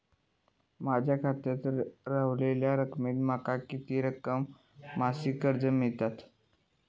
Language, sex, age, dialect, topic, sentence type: Marathi, male, 18-24, Southern Konkan, banking, question